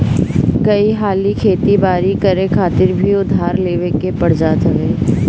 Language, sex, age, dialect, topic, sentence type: Bhojpuri, female, 18-24, Northern, banking, statement